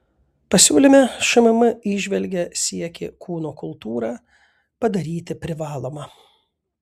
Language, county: Lithuanian, Kaunas